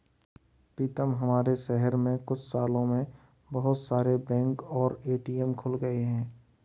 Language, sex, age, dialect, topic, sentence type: Hindi, male, 31-35, Marwari Dhudhari, banking, statement